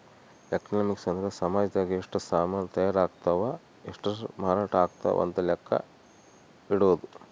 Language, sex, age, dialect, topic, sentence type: Kannada, male, 36-40, Central, banking, statement